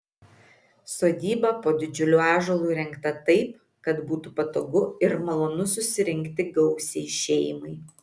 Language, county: Lithuanian, Vilnius